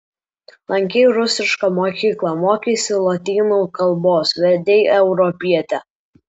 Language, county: Lithuanian, Alytus